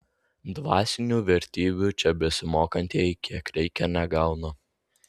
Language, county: Lithuanian, Vilnius